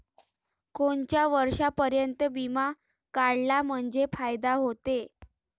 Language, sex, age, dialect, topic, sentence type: Marathi, female, 18-24, Varhadi, banking, question